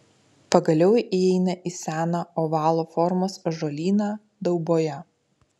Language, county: Lithuanian, Utena